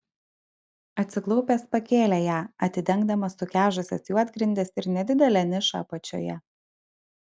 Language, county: Lithuanian, Kaunas